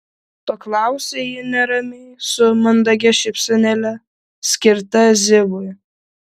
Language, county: Lithuanian, Vilnius